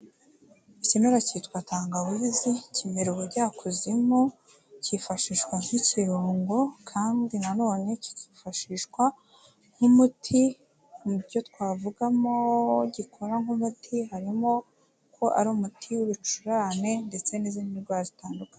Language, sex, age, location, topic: Kinyarwanda, female, 18-24, Kigali, health